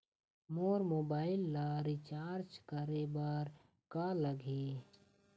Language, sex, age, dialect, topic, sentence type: Chhattisgarhi, male, 18-24, Eastern, banking, question